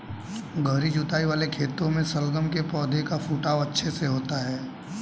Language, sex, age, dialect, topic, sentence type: Hindi, male, 18-24, Hindustani Malvi Khadi Boli, agriculture, statement